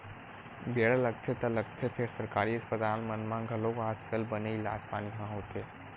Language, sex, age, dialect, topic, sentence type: Chhattisgarhi, male, 18-24, Western/Budati/Khatahi, banking, statement